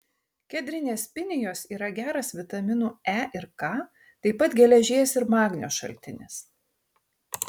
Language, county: Lithuanian, Tauragė